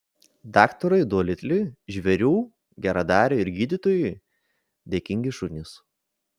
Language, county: Lithuanian, Vilnius